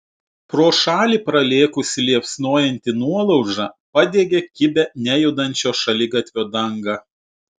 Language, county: Lithuanian, Utena